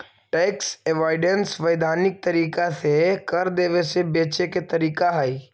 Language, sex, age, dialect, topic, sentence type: Magahi, male, 25-30, Central/Standard, banking, statement